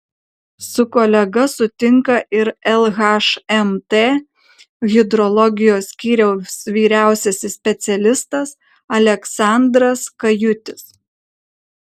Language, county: Lithuanian, Kaunas